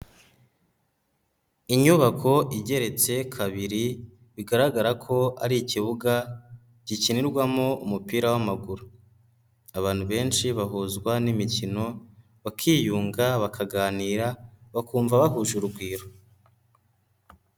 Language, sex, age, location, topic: Kinyarwanda, male, 18-24, Nyagatare, government